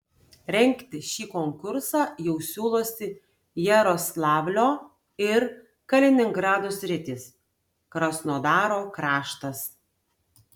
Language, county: Lithuanian, Tauragė